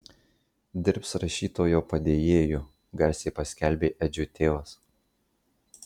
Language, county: Lithuanian, Marijampolė